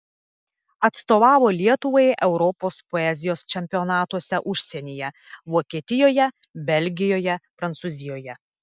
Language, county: Lithuanian, Telšiai